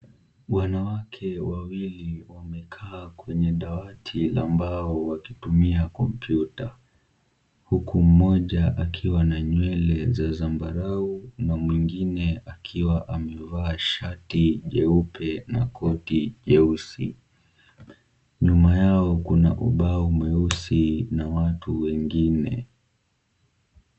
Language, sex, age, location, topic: Swahili, male, 18-24, Kisumu, government